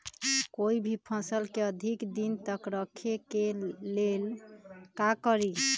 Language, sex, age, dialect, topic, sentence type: Magahi, female, 31-35, Western, agriculture, question